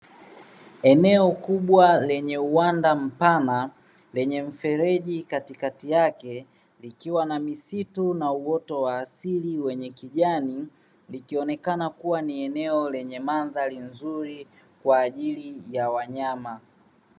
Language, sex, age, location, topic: Swahili, male, 36-49, Dar es Salaam, agriculture